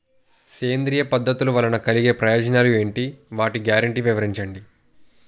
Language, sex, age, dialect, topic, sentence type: Telugu, male, 18-24, Utterandhra, agriculture, question